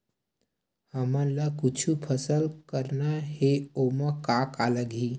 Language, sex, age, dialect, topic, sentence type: Chhattisgarhi, male, 18-24, Western/Budati/Khatahi, agriculture, question